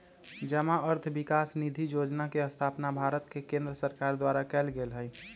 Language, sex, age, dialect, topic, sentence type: Magahi, male, 25-30, Western, banking, statement